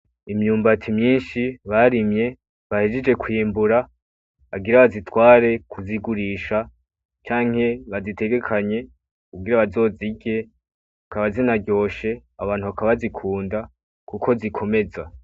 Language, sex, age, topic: Rundi, male, 18-24, agriculture